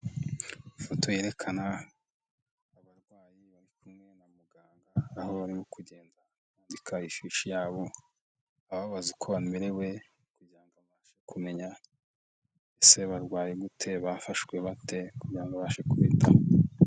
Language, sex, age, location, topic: Kinyarwanda, male, 25-35, Nyagatare, health